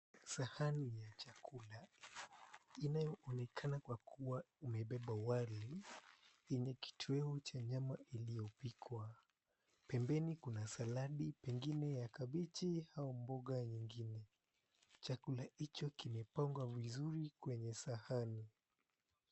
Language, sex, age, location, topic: Swahili, male, 18-24, Mombasa, agriculture